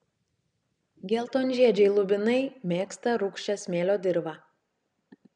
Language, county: Lithuanian, Šiauliai